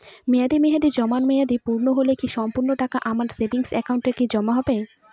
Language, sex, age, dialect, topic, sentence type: Bengali, female, 18-24, Northern/Varendri, banking, question